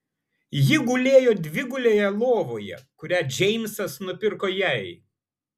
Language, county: Lithuanian, Vilnius